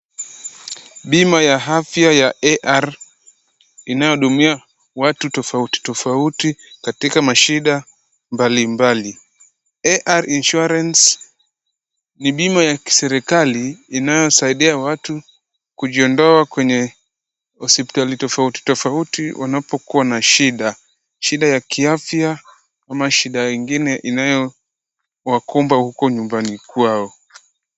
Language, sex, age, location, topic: Swahili, male, 25-35, Kisumu, finance